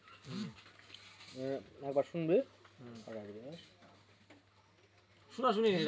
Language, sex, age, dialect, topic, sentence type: Bengali, female, 25-30, Rajbangshi, agriculture, question